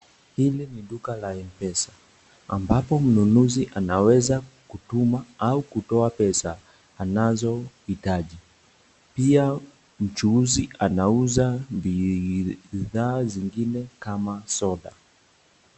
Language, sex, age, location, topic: Swahili, male, 18-24, Nakuru, finance